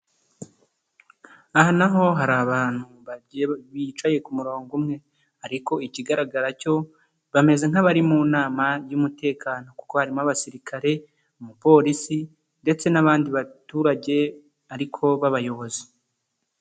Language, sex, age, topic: Kinyarwanda, male, 25-35, government